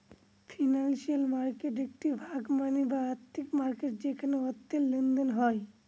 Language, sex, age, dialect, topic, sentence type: Bengali, male, 46-50, Northern/Varendri, banking, statement